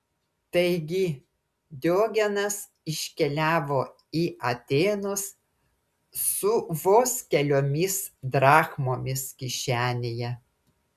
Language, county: Lithuanian, Klaipėda